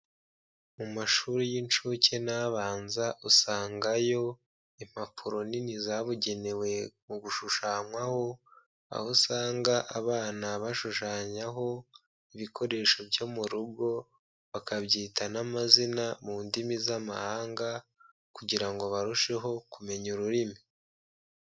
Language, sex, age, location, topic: Kinyarwanda, male, 25-35, Kigali, education